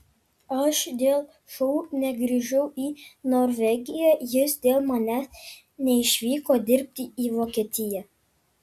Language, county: Lithuanian, Kaunas